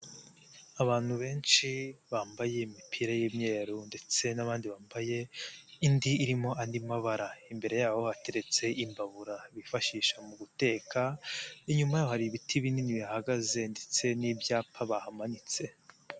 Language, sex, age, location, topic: Kinyarwanda, male, 25-35, Nyagatare, finance